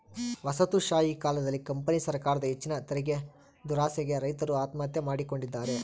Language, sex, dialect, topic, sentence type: Kannada, male, Central, agriculture, statement